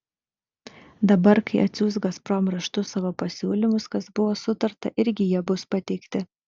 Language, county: Lithuanian, Vilnius